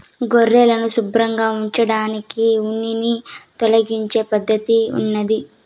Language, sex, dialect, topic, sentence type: Telugu, female, Southern, agriculture, statement